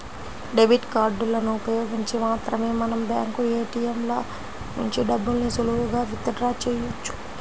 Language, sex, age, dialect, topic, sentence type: Telugu, female, 25-30, Central/Coastal, banking, statement